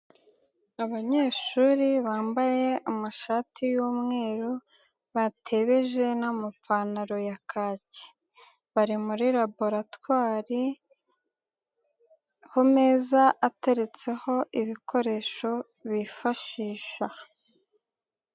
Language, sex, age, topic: Kinyarwanda, female, 18-24, education